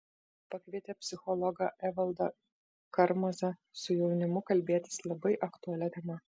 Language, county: Lithuanian, Vilnius